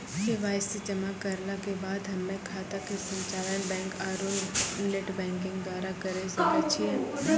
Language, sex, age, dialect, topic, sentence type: Maithili, female, 18-24, Angika, banking, question